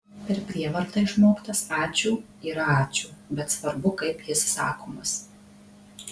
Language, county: Lithuanian, Marijampolė